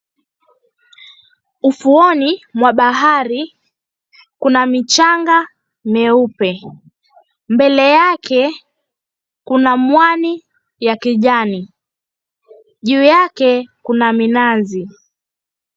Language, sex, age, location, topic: Swahili, female, 36-49, Mombasa, agriculture